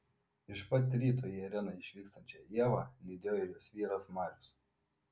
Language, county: Lithuanian, Vilnius